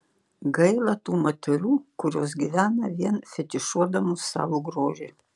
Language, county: Lithuanian, Šiauliai